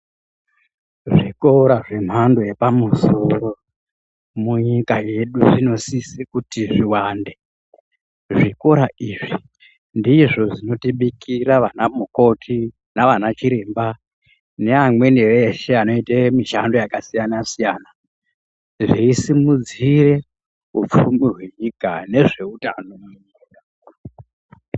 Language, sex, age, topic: Ndau, female, 36-49, education